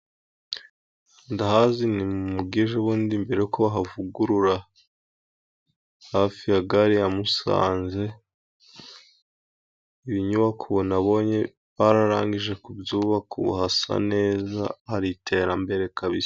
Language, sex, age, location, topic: Kinyarwanda, female, 18-24, Musanze, government